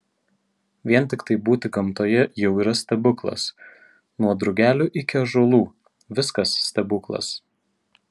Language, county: Lithuanian, Vilnius